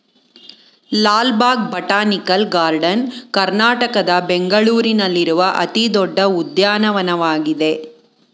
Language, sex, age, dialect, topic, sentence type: Kannada, female, 41-45, Mysore Kannada, agriculture, statement